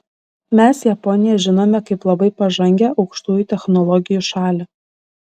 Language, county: Lithuanian, Šiauliai